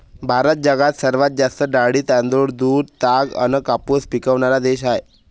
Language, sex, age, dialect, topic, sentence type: Marathi, male, 25-30, Varhadi, agriculture, statement